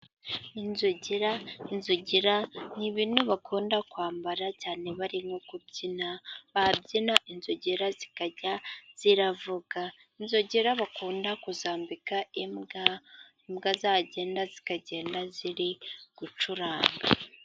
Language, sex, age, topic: Kinyarwanda, female, 18-24, government